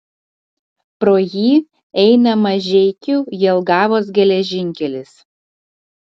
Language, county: Lithuanian, Klaipėda